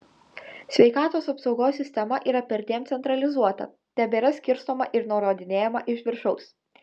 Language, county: Lithuanian, Utena